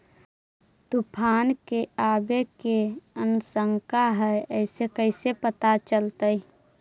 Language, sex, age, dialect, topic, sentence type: Magahi, female, 18-24, Central/Standard, agriculture, question